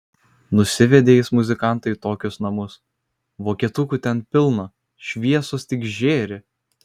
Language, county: Lithuanian, Kaunas